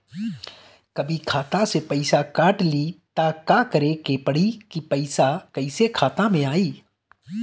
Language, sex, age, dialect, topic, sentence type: Bhojpuri, male, 31-35, Northern, banking, question